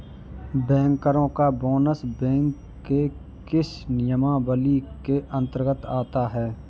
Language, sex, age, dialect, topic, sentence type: Hindi, male, 25-30, Kanauji Braj Bhasha, banking, statement